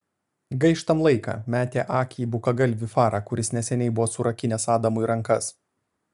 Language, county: Lithuanian, Vilnius